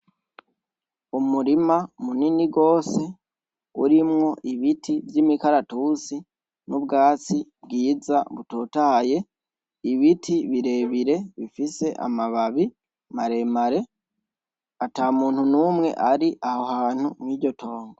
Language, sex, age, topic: Rundi, female, 18-24, agriculture